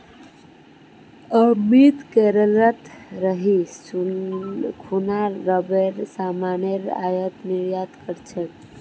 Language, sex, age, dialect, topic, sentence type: Magahi, female, 18-24, Northeastern/Surjapuri, agriculture, statement